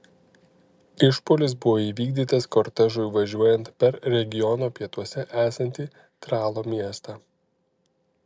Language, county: Lithuanian, Panevėžys